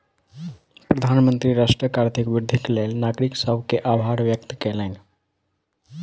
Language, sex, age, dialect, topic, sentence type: Maithili, male, 18-24, Southern/Standard, banking, statement